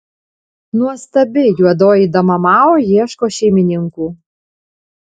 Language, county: Lithuanian, Panevėžys